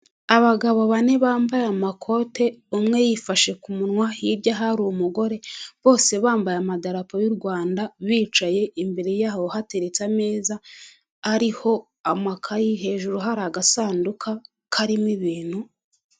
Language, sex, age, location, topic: Kinyarwanda, female, 25-35, Huye, government